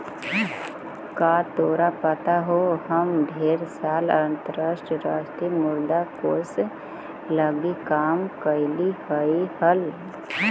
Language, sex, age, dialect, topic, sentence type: Magahi, female, 60-100, Central/Standard, banking, statement